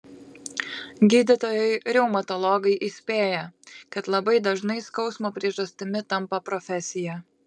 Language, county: Lithuanian, Kaunas